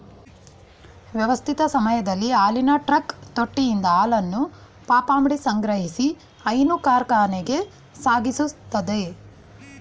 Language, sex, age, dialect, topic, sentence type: Kannada, female, 41-45, Mysore Kannada, agriculture, statement